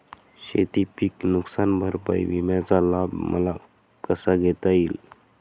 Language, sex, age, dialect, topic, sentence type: Marathi, male, 18-24, Northern Konkan, banking, question